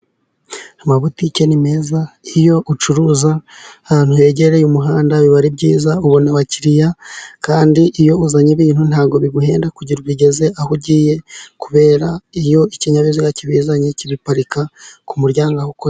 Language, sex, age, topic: Kinyarwanda, male, 36-49, finance